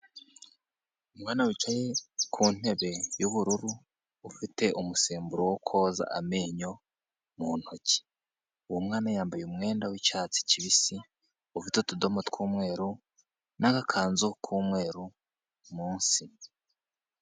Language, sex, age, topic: Kinyarwanda, male, 18-24, health